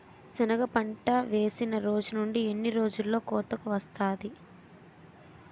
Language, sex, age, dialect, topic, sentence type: Telugu, female, 18-24, Utterandhra, agriculture, question